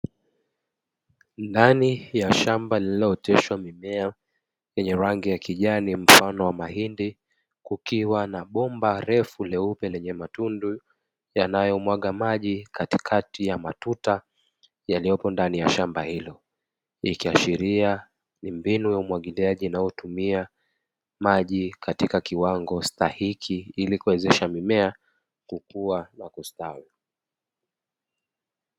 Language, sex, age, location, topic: Swahili, male, 25-35, Dar es Salaam, agriculture